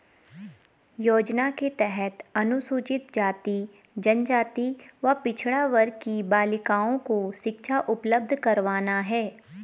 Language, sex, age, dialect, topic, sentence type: Hindi, female, 25-30, Garhwali, banking, statement